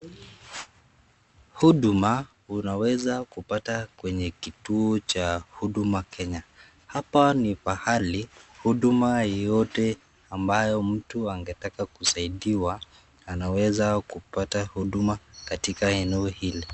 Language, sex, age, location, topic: Swahili, male, 50+, Nakuru, government